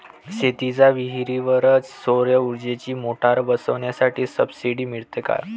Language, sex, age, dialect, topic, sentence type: Marathi, male, 18-24, Varhadi, agriculture, question